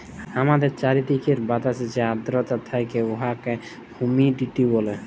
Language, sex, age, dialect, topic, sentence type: Bengali, male, 18-24, Jharkhandi, agriculture, statement